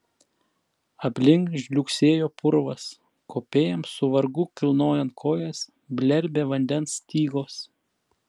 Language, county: Lithuanian, Klaipėda